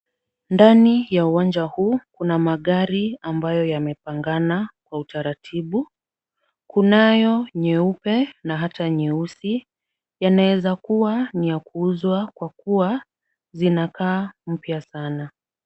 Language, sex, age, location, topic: Swahili, female, 36-49, Kisumu, finance